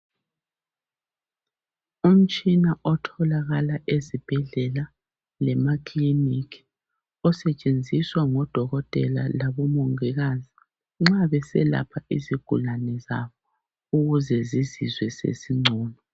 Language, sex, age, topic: North Ndebele, female, 36-49, health